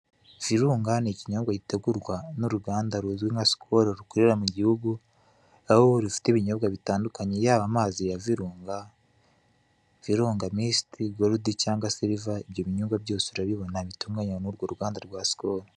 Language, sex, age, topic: Kinyarwanda, male, 18-24, finance